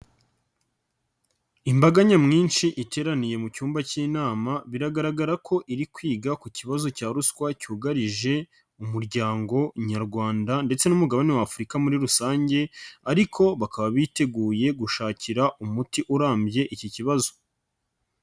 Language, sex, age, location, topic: Kinyarwanda, male, 25-35, Nyagatare, government